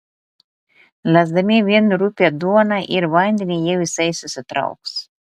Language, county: Lithuanian, Telšiai